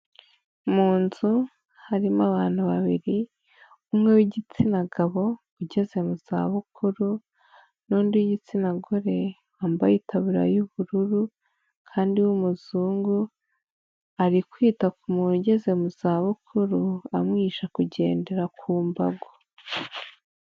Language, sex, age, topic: Kinyarwanda, female, 18-24, health